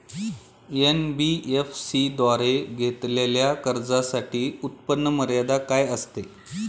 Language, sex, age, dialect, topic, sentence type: Marathi, male, 41-45, Standard Marathi, banking, question